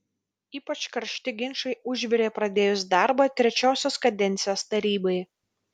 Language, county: Lithuanian, Vilnius